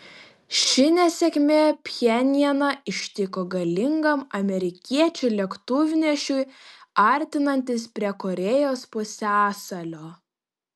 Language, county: Lithuanian, Panevėžys